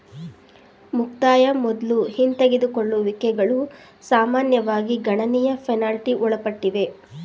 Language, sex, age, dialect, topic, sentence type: Kannada, female, 25-30, Mysore Kannada, banking, statement